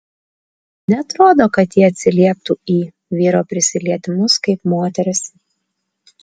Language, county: Lithuanian, Alytus